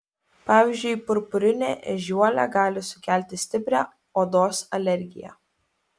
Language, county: Lithuanian, Kaunas